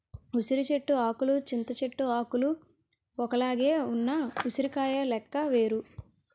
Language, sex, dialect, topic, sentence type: Telugu, female, Utterandhra, agriculture, statement